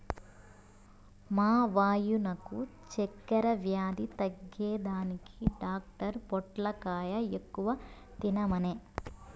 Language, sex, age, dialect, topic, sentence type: Telugu, female, 25-30, Southern, agriculture, statement